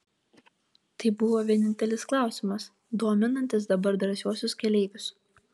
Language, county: Lithuanian, Kaunas